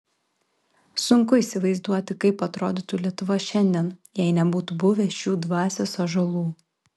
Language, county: Lithuanian, Klaipėda